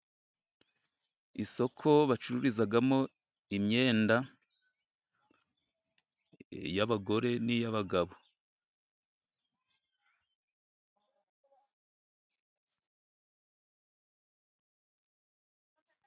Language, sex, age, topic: Kinyarwanda, male, 36-49, finance